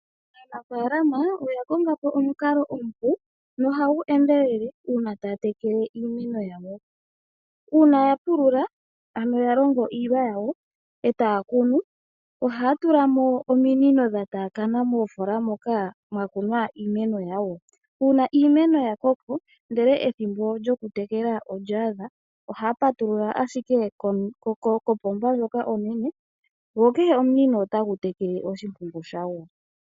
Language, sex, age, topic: Oshiwambo, male, 18-24, agriculture